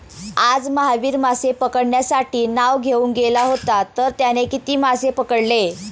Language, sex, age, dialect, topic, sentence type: Marathi, female, 18-24, Standard Marathi, agriculture, statement